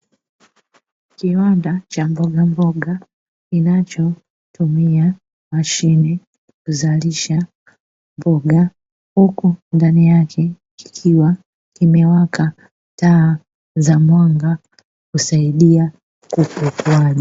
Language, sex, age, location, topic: Swahili, female, 36-49, Dar es Salaam, agriculture